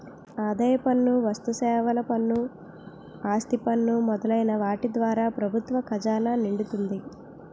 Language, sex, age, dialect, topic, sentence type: Telugu, female, 18-24, Utterandhra, banking, statement